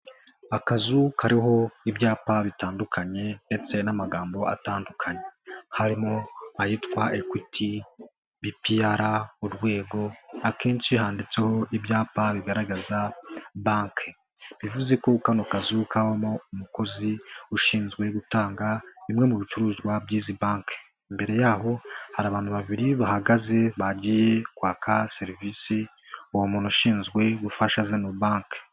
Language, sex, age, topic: Kinyarwanda, male, 18-24, finance